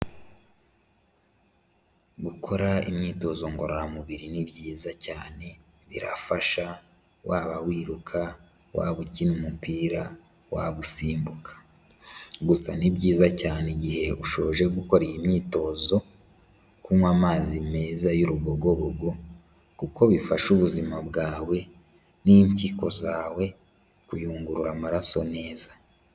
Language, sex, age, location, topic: Kinyarwanda, male, 25-35, Huye, health